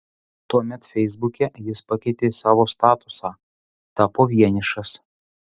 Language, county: Lithuanian, Utena